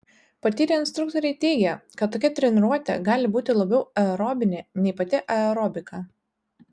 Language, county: Lithuanian, Telšiai